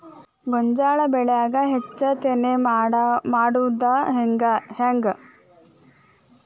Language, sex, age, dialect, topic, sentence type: Kannada, female, 25-30, Dharwad Kannada, agriculture, question